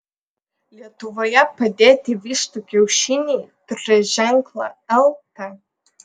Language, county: Lithuanian, Vilnius